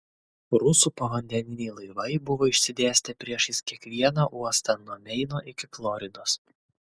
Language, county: Lithuanian, Kaunas